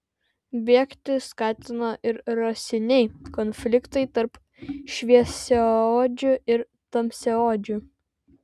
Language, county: Lithuanian, Vilnius